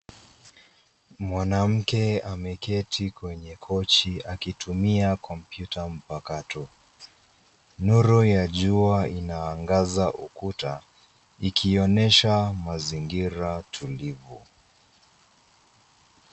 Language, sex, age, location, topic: Swahili, female, 18-24, Nairobi, education